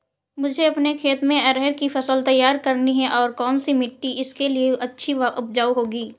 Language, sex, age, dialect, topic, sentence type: Hindi, female, 25-30, Awadhi Bundeli, agriculture, question